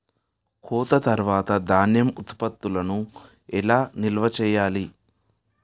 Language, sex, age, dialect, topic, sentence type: Telugu, male, 18-24, Utterandhra, agriculture, statement